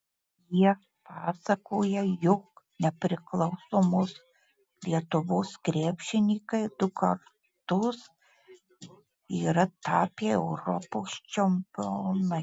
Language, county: Lithuanian, Marijampolė